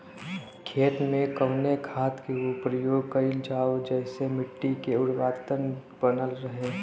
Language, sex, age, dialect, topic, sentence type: Bhojpuri, male, 41-45, Western, agriculture, question